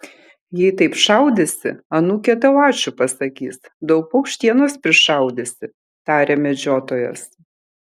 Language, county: Lithuanian, Kaunas